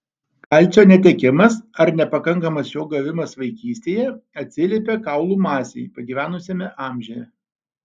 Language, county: Lithuanian, Alytus